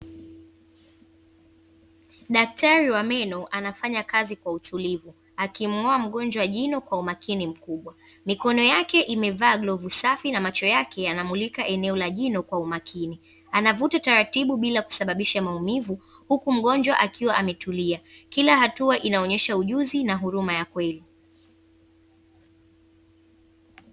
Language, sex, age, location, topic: Swahili, female, 18-24, Dar es Salaam, health